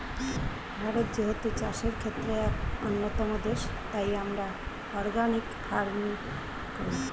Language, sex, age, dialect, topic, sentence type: Bengali, female, 41-45, Standard Colloquial, agriculture, statement